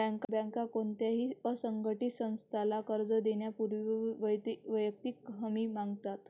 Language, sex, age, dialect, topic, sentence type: Marathi, female, 18-24, Varhadi, banking, statement